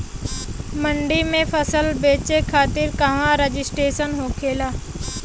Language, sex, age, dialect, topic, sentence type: Bhojpuri, female, 18-24, Western, agriculture, question